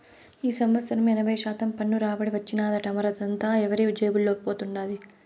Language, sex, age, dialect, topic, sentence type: Telugu, female, 18-24, Southern, banking, statement